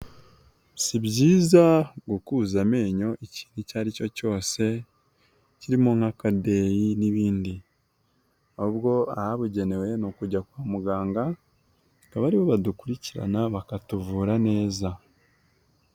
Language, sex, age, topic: Kinyarwanda, male, 18-24, health